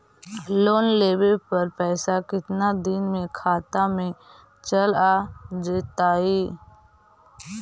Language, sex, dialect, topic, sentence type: Magahi, female, Central/Standard, banking, question